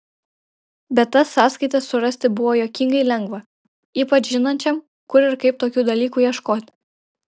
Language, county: Lithuanian, Vilnius